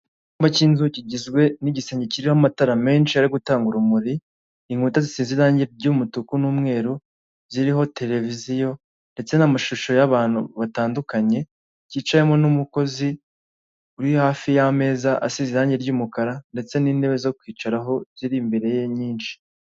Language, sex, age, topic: Kinyarwanda, male, 18-24, finance